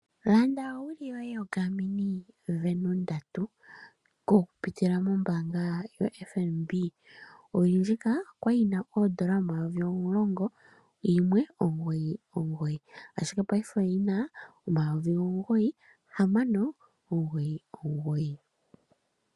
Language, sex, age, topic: Oshiwambo, female, 25-35, finance